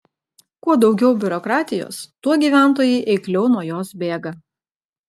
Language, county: Lithuanian, Klaipėda